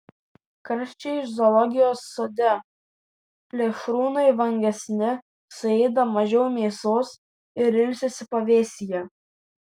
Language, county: Lithuanian, Vilnius